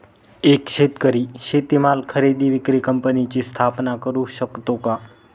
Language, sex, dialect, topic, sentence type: Marathi, male, Northern Konkan, agriculture, question